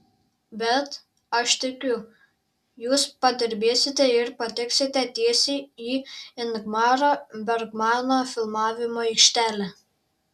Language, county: Lithuanian, Šiauliai